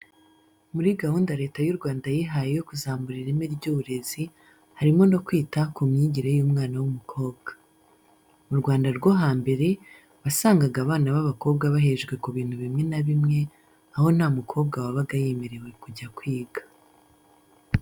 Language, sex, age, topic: Kinyarwanda, female, 25-35, education